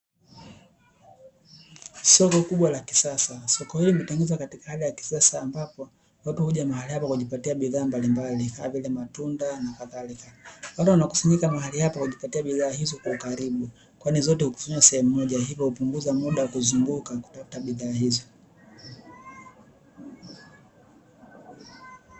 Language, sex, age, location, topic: Swahili, male, 18-24, Dar es Salaam, finance